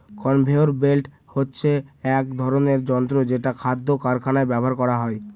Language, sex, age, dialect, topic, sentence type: Bengali, male, <18, Northern/Varendri, agriculture, statement